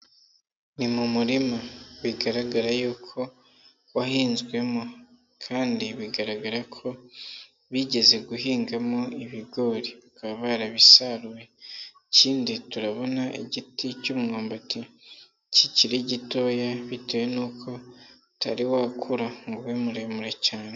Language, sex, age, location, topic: Kinyarwanda, male, 18-24, Nyagatare, agriculture